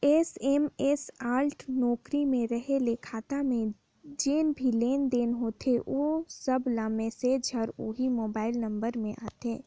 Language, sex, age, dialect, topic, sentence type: Chhattisgarhi, female, 18-24, Northern/Bhandar, banking, statement